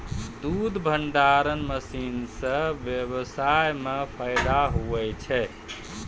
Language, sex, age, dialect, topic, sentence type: Maithili, male, 60-100, Angika, agriculture, statement